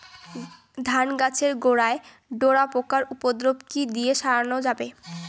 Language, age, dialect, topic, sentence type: Bengali, <18, Rajbangshi, agriculture, question